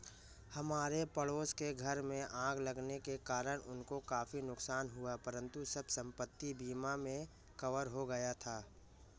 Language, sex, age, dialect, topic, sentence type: Hindi, male, 25-30, Marwari Dhudhari, banking, statement